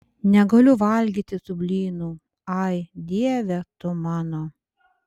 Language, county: Lithuanian, Panevėžys